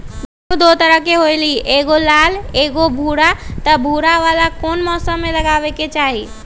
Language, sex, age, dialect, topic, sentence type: Magahi, female, 25-30, Western, agriculture, question